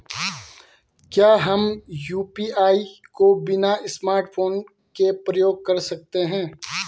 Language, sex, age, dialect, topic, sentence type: Hindi, male, 18-24, Garhwali, banking, question